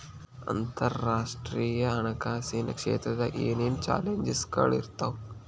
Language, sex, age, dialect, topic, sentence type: Kannada, male, 18-24, Dharwad Kannada, banking, statement